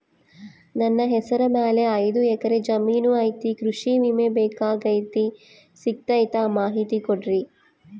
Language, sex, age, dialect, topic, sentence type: Kannada, female, 25-30, Central, banking, question